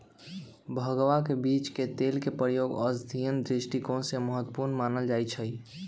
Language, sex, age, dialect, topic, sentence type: Magahi, male, 18-24, Western, agriculture, statement